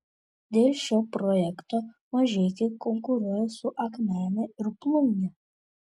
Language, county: Lithuanian, Šiauliai